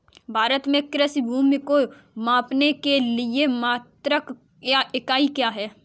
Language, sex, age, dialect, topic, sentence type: Hindi, female, 18-24, Kanauji Braj Bhasha, agriculture, question